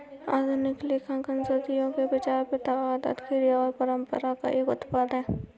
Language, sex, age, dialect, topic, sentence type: Hindi, female, 60-100, Awadhi Bundeli, banking, statement